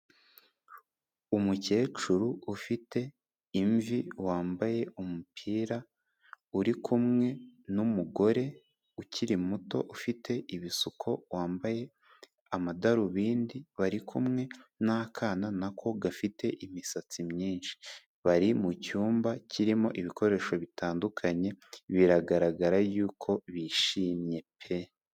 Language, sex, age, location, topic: Kinyarwanda, male, 18-24, Kigali, health